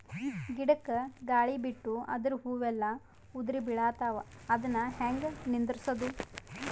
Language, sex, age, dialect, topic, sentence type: Kannada, female, 18-24, Northeastern, agriculture, question